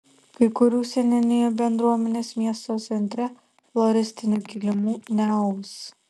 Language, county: Lithuanian, Šiauliai